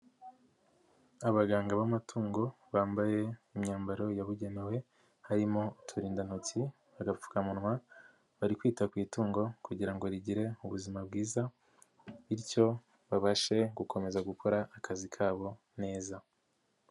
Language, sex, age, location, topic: Kinyarwanda, female, 50+, Nyagatare, agriculture